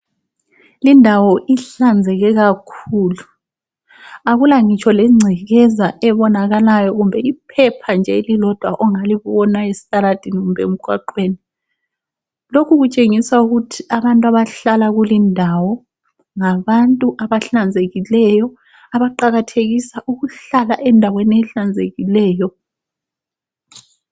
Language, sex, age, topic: North Ndebele, female, 36-49, health